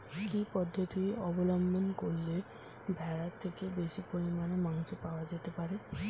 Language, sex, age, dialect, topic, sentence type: Bengali, female, 18-24, Standard Colloquial, agriculture, question